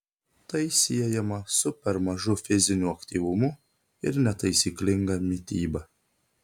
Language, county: Lithuanian, Telšiai